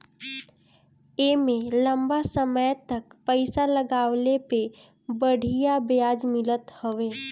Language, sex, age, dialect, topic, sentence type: Bhojpuri, female, 36-40, Northern, banking, statement